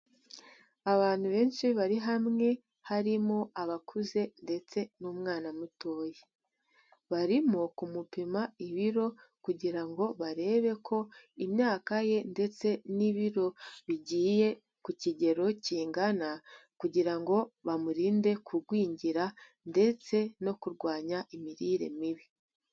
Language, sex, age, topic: Kinyarwanda, female, 18-24, health